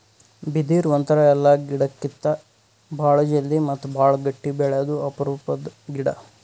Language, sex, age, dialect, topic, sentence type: Kannada, male, 18-24, Northeastern, agriculture, statement